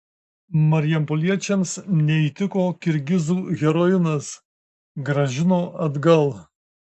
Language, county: Lithuanian, Marijampolė